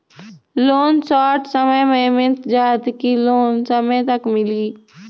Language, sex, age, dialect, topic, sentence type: Magahi, female, 56-60, Western, banking, question